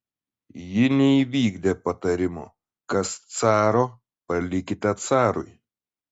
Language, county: Lithuanian, Šiauliai